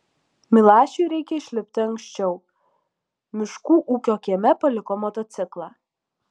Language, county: Lithuanian, Alytus